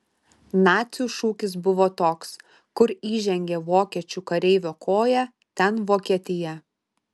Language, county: Lithuanian, Utena